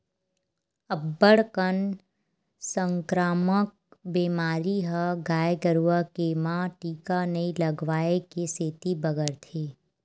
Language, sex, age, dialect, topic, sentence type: Chhattisgarhi, female, 18-24, Western/Budati/Khatahi, agriculture, statement